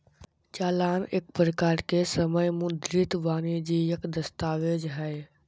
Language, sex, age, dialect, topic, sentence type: Magahi, male, 60-100, Southern, banking, statement